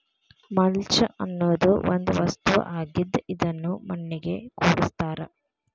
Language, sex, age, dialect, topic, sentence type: Kannada, female, 18-24, Dharwad Kannada, agriculture, statement